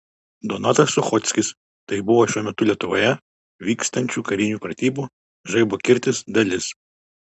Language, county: Lithuanian, Utena